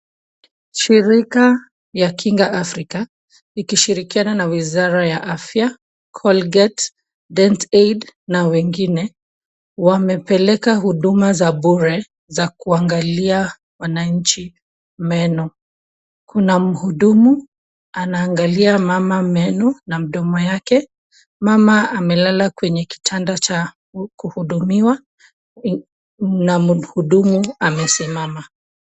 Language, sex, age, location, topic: Swahili, female, 25-35, Kisumu, health